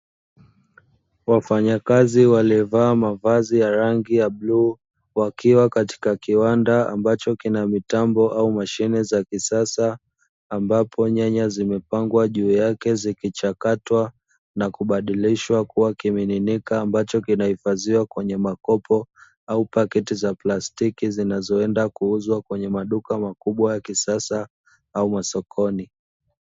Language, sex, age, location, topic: Swahili, male, 25-35, Dar es Salaam, agriculture